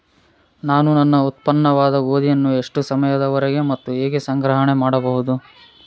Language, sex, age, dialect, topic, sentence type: Kannada, male, 41-45, Central, agriculture, question